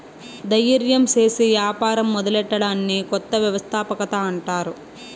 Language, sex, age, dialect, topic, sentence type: Telugu, female, 18-24, Southern, banking, statement